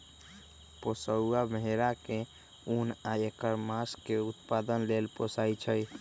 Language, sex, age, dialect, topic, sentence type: Magahi, male, 25-30, Western, agriculture, statement